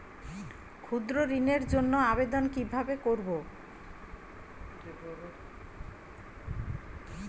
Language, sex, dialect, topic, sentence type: Bengali, female, Standard Colloquial, banking, question